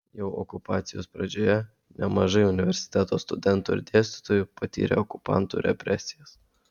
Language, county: Lithuanian, Vilnius